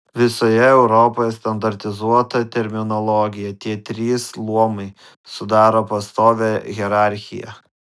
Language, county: Lithuanian, Vilnius